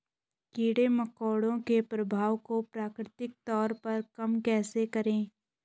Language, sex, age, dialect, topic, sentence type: Hindi, male, 18-24, Hindustani Malvi Khadi Boli, agriculture, question